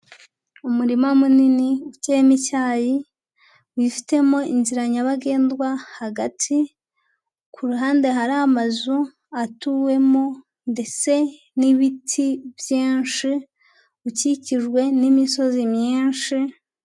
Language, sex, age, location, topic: Kinyarwanda, female, 25-35, Huye, agriculture